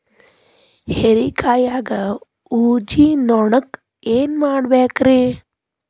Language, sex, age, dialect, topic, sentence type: Kannada, female, 31-35, Dharwad Kannada, agriculture, question